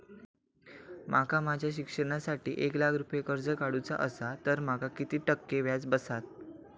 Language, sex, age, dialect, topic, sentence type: Marathi, male, 18-24, Southern Konkan, banking, question